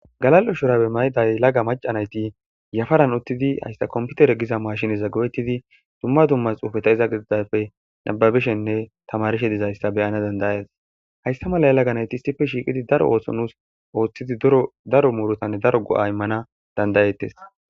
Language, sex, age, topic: Gamo, female, 25-35, government